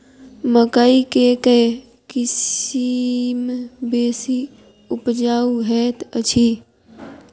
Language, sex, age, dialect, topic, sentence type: Maithili, female, 41-45, Southern/Standard, agriculture, question